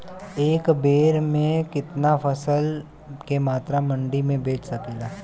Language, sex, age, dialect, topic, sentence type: Bhojpuri, male, 18-24, Western, agriculture, question